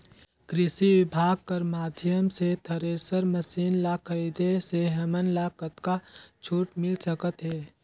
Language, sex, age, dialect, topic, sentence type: Chhattisgarhi, male, 18-24, Northern/Bhandar, agriculture, question